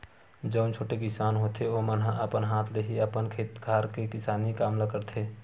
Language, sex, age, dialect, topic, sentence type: Chhattisgarhi, male, 25-30, Western/Budati/Khatahi, agriculture, statement